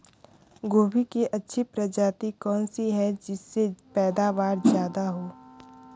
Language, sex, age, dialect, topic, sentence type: Hindi, female, 25-30, Kanauji Braj Bhasha, agriculture, question